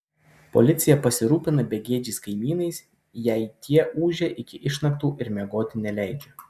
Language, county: Lithuanian, Utena